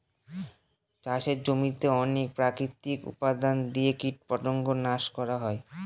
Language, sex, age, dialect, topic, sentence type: Bengali, male, <18, Northern/Varendri, agriculture, statement